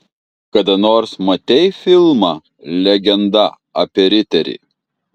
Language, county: Lithuanian, Kaunas